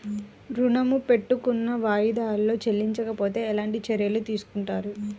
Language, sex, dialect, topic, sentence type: Telugu, female, Central/Coastal, banking, question